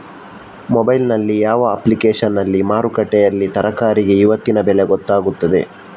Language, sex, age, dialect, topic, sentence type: Kannada, male, 60-100, Coastal/Dakshin, agriculture, question